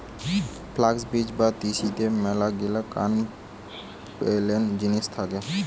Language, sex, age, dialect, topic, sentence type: Bengali, male, 18-24, Western, agriculture, statement